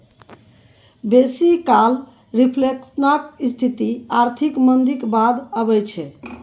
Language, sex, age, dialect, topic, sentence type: Maithili, female, 41-45, Bajjika, banking, statement